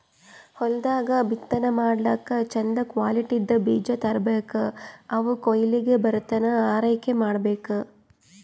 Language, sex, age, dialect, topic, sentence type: Kannada, female, 18-24, Northeastern, agriculture, statement